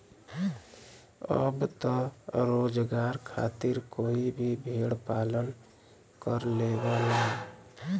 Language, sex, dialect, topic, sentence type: Bhojpuri, male, Western, agriculture, statement